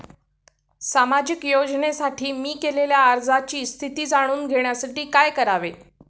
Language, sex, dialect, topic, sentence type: Marathi, female, Standard Marathi, banking, question